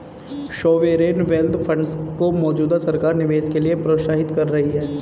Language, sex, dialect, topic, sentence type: Hindi, male, Hindustani Malvi Khadi Boli, banking, statement